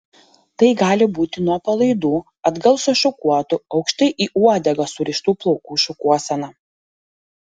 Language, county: Lithuanian, Panevėžys